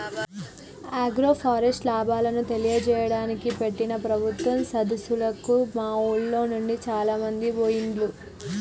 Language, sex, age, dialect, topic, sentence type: Telugu, female, 41-45, Telangana, agriculture, statement